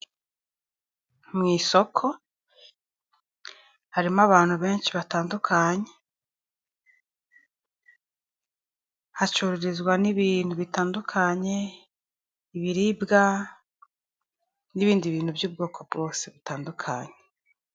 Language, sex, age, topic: Kinyarwanda, female, 25-35, finance